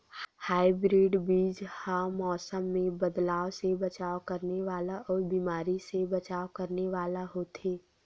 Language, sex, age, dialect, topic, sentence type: Chhattisgarhi, female, 18-24, Western/Budati/Khatahi, agriculture, statement